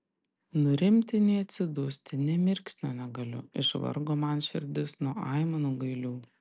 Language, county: Lithuanian, Panevėžys